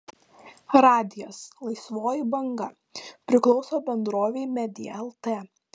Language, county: Lithuanian, Panevėžys